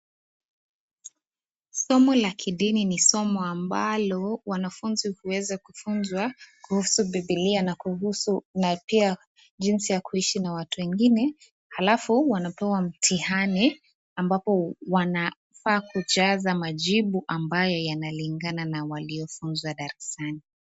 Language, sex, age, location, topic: Swahili, female, 18-24, Nakuru, education